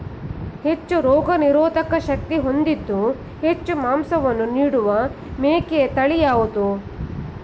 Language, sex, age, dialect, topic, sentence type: Kannada, female, 41-45, Mysore Kannada, agriculture, question